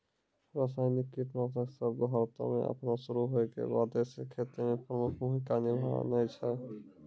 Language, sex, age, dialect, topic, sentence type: Maithili, male, 46-50, Angika, agriculture, statement